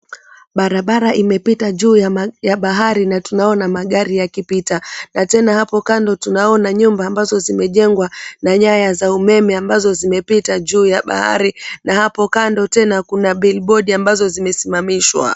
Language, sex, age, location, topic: Swahili, female, 25-35, Mombasa, government